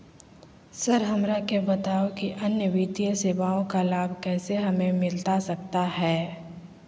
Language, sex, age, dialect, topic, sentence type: Magahi, female, 25-30, Southern, banking, question